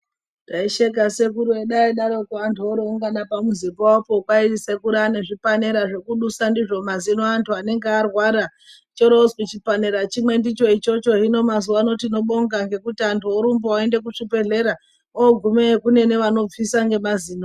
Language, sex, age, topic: Ndau, male, 18-24, health